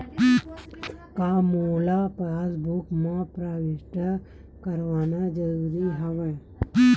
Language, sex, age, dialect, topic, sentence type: Chhattisgarhi, female, 31-35, Western/Budati/Khatahi, banking, question